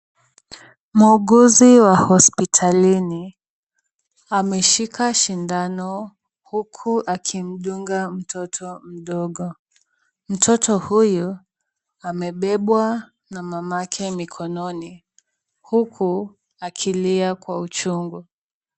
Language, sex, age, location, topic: Swahili, female, 18-24, Kisumu, health